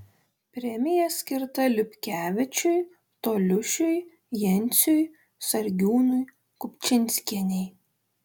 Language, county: Lithuanian, Panevėžys